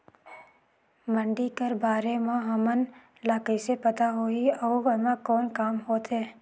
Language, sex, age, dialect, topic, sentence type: Chhattisgarhi, female, 18-24, Northern/Bhandar, agriculture, question